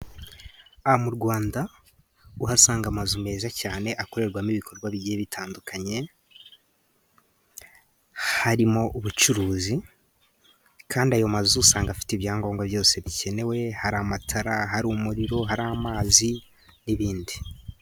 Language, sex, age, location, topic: Kinyarwanda, male, 18-24, Musanze, finance